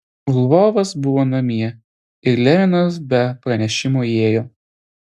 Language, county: Lithuanian, Telšiai